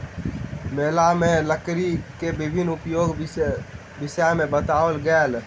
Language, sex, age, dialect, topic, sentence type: Maithili, male, 18-24, Southern/Standard, agriculture, statement